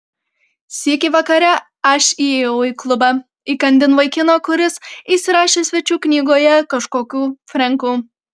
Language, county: Lithuanian, Panevėžys